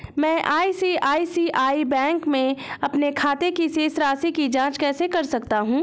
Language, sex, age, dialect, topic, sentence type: Hindi, female, 25-30, Awadhi Bundeli, banking, question